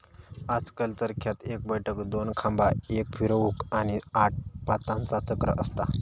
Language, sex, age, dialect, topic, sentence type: Marathi, male, 18-24, Southern Konkan, agriculture, statement